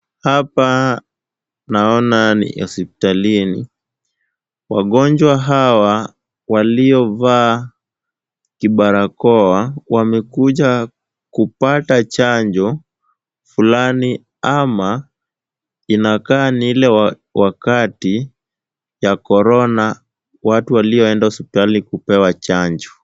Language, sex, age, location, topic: Swahili, male, 18-24, Kisumu, health